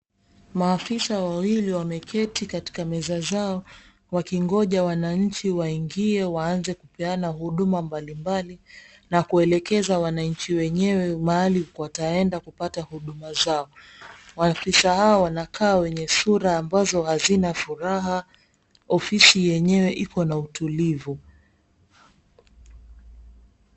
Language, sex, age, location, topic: Swahili, female, 25-35, Mombasa, government